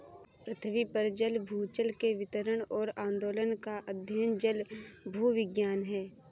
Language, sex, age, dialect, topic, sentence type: Hindi, female, 25-30, Kanauji Braj Bhasha, agriculture, statement